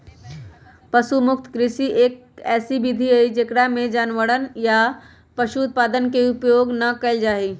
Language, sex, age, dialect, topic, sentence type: Magahi, male, 18-24, Western, agriculture, statement